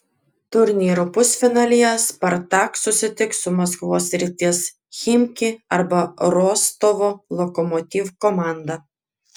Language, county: Lithuanian, Klaipėda